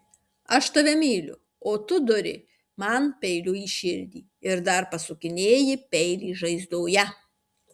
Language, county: Lithuanian, Marijampolė